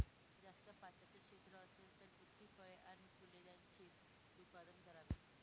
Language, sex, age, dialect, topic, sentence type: Marathi, female, 18-24, Northern Konkan, agriculture, question